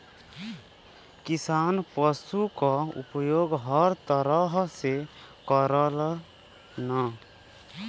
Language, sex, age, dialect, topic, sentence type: Bhojpuri, male, 18-24, Western, agriculture, statement